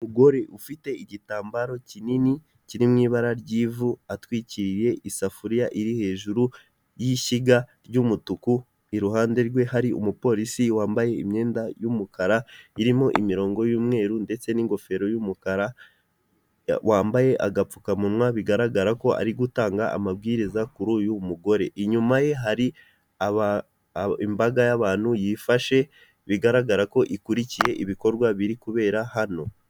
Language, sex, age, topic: Kinyarwanda, male, 18-24, government